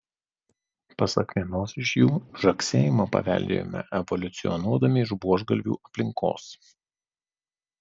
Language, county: Lithuanian, Vilnius